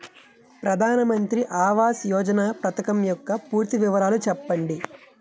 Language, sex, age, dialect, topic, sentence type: Telugu, male, 25-30, Utterandhra, banking, question